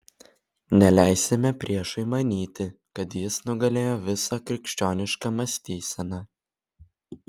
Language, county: Lithuanian, Vilnius